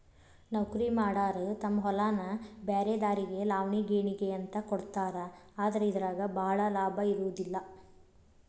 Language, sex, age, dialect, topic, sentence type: Kannada, female, 25-30, Dharwad Kannada, agriculture, statement